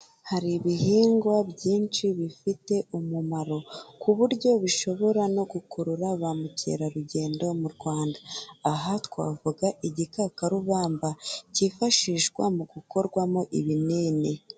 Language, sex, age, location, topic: Kinyarwanda, female, 18-24, Kigali, health